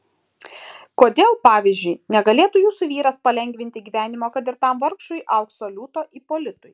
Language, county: Lithuanian, Šiauliai